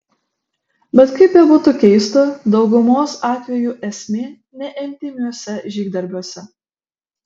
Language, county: Lithuanian, Šiauliai